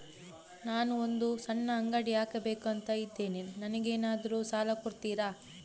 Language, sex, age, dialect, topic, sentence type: Kannada, female, 18-24, Coastal/Dakshin, banking, question